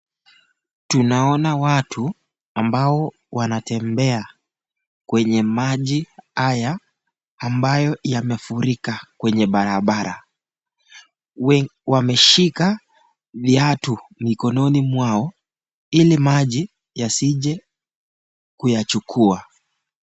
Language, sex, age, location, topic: Swahili, male, 25-35, Nakuru, health